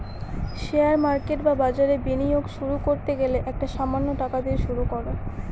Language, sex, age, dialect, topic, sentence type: Bengali, female, 60-100, Northern/Varendri, banking, statement